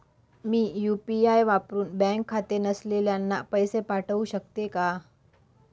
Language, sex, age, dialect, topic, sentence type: Marathi, female, 25-30, Northern Konkan, banking, question